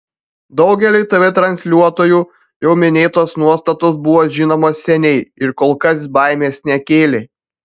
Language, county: Lithuanian, Panevėžys